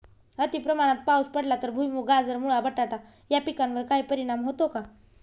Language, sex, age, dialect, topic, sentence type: Marathi, female, 25-30, Northern Konkan, agriculture, question